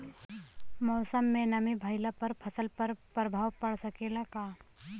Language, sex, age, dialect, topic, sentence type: Bhojpuri, female, 25-30, Western, agriculture, question